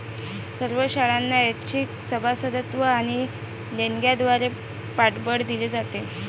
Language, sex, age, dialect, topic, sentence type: Marathi, female, 25-30, Varhadi, banking, statement